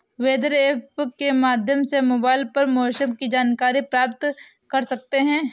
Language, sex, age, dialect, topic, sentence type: Hindi, female, 18-24, Awadhi Bundeli, agriculture, question